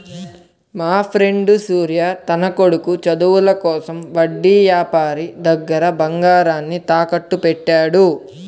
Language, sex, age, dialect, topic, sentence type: Telugu, male, 18-24, Central/Coastal, banking, statement